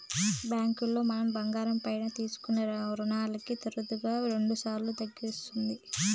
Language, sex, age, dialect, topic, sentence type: Telugu, female, 25-30, Southern, banking, statement